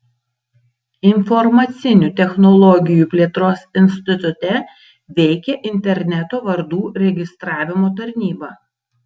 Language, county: Lithuanian, Tauragė